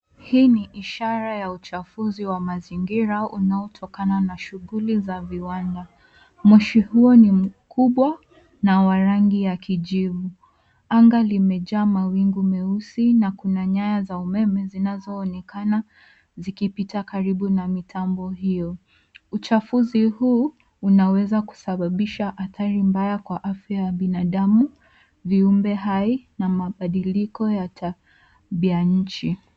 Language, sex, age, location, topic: Swahili, female, 18-24, Nairobi, government